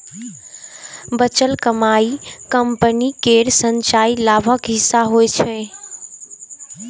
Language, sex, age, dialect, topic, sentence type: Maithili, female, 18-24, Eastern / Thethi, banking, statement